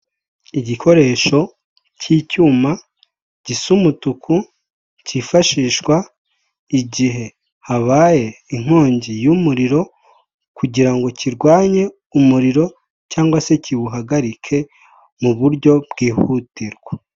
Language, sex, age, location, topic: Kinyarwanda, male, 18-24, Kigali, government